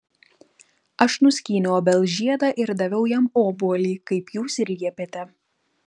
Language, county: Lithuanian, Kaunas